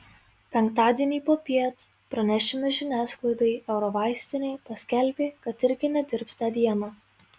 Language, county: Lithuanian, Marijampolė